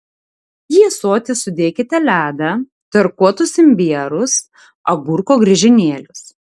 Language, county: Lithuanian, Tauragė